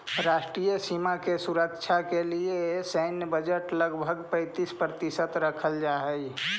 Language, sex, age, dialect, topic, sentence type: Magahi, male, 31-35, Central/Standard, banking, statement